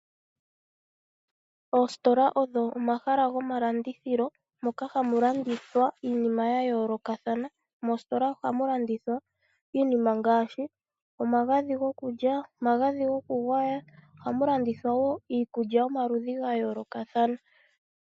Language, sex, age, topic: Oshiwambo, female, 25-35, finance